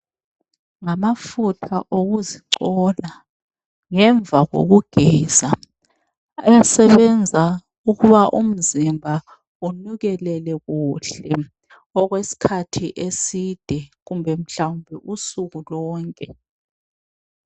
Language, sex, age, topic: North Ndebele, female, 36-49, health